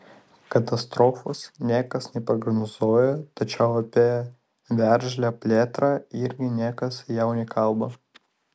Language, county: Lithuanian, Vilnius